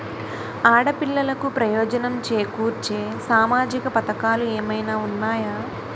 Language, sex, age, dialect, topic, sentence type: Telugu, female, 18-24, Utterandhra, banking, statement